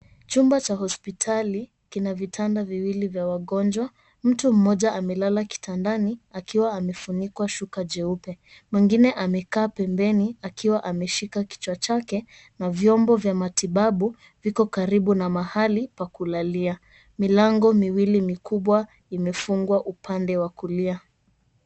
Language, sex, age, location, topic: Swahili, female, 25-35, Mombasa, health